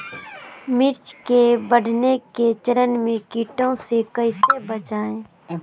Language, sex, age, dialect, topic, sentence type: Magahi, female, 31-35, Southern, agriculture, question